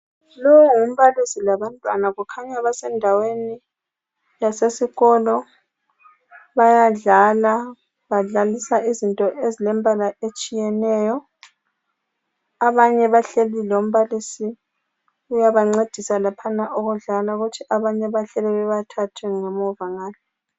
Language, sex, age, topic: North Ndebele, female, 36-49, health